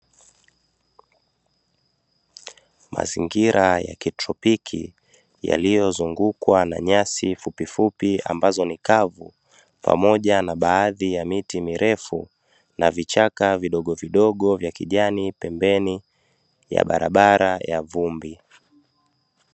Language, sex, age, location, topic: Swahili, male, 25-35, Dar es Salaam, agriculture